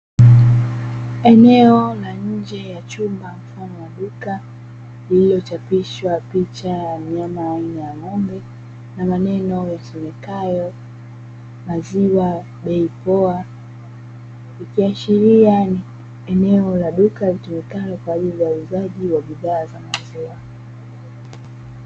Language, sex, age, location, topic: Swahili, female, 25-35, Dar es Salaam, finance